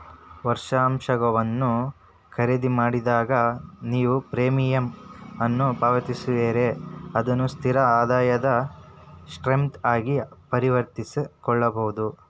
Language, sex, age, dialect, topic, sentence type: Kannada, male, 18-24, Dharwad Kannada, banking, statement